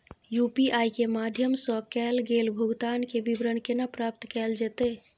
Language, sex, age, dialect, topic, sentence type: Maithili, female, 25-30, Bajjika, banking, question